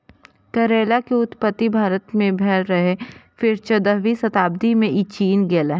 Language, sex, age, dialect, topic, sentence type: Maithili, female, 25-30, Eastern / Thethi, agriculture, statement